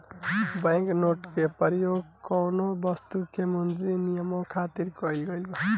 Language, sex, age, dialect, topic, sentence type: Bhojpuri, male, 18-24, Southern / Standard, banking, statement